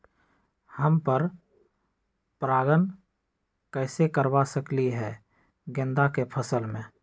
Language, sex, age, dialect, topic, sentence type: Magahi, male, 60-100, Western, agriculture, question